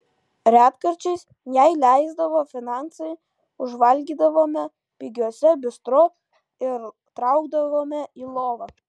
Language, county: Lithuanian, Kaunas